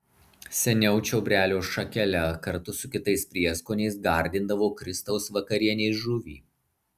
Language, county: Lithuanian, Marijampolė